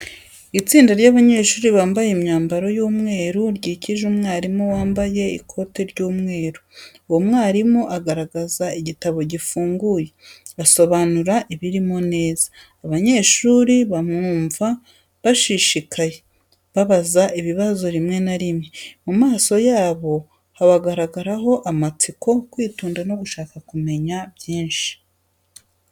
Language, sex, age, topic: Kinyarwanda, female, 36-49, education